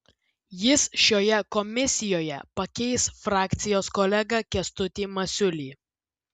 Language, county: Lithuanian, Vilnius